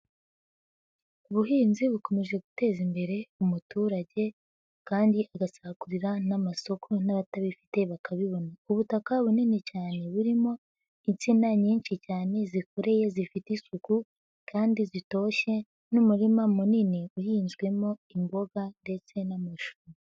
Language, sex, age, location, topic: Kinyarwanda, female, 50+, Nyagatare, agriculture